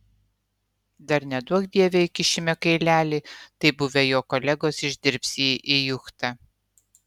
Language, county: Lithuanian, Utena